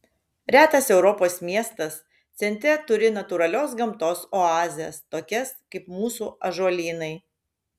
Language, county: Lithuanian, Šiauliai